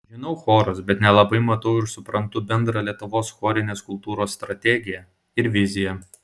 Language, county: Lithuanian, Šiauliai